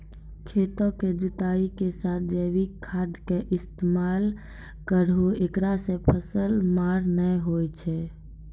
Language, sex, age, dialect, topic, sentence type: Maithili, female, 18-24, Angika, agriculture, question